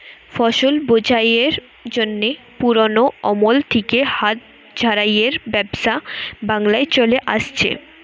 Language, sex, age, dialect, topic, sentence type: Bengali, female, 18-24, Western, agriculture, statement